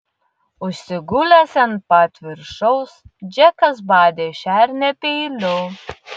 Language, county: Lithuanian, Utena